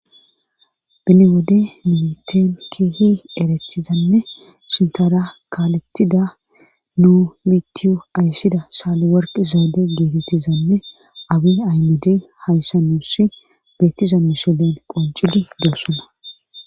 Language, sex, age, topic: Gamo, female, 18-24, government